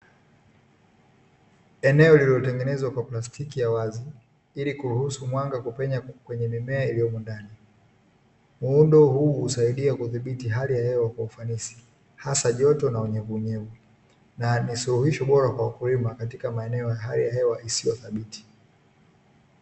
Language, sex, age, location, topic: Swahili, male, 18-24, Dar es Salaam, agriculture